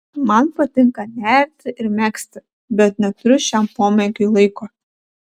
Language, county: Lithuanian, Panevėžys